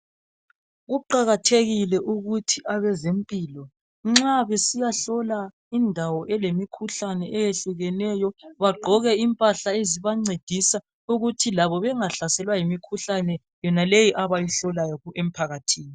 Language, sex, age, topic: North Ndebele, female, 36-49, health